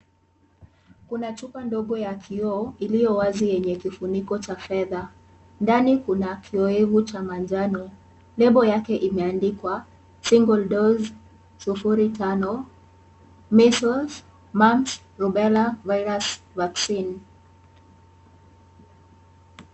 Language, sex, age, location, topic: Swahili, male, 18-24, Kisumu, health